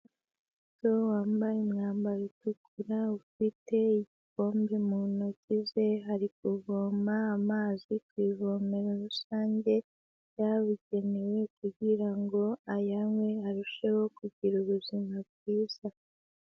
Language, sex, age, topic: Kinyarwanda, female, 18-24, health